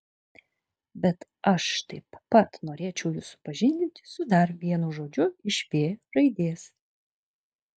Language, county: Lithuanian, Kaunas